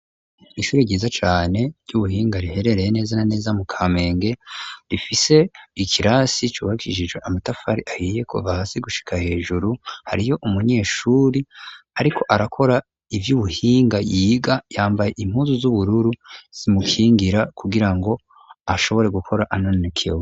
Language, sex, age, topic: Rundi, male, 36-49, education